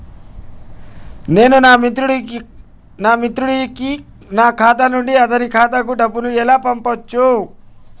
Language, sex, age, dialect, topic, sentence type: Telugu, male, 25-30, Telangana, banking, question